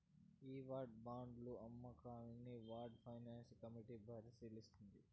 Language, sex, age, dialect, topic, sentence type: Telugu, male, 46-50, Southern, banking, statement